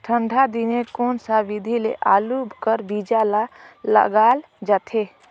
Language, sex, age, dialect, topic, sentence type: Chhattisgarhi, female, 18-24, Northern/Bhandar, agriculture, question